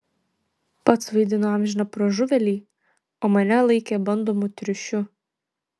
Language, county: Lithuanian, Telšiai